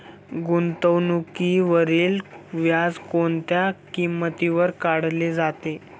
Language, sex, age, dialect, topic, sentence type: Marathi, male, 18-24, Standard Marathi, banking, question